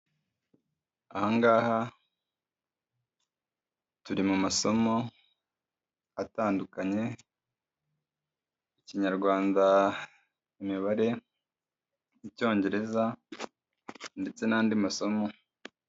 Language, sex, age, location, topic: Kinyarwanda, male, 25-35, Kigali, education